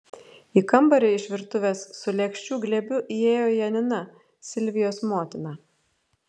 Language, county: Lithuanian, Klaipėda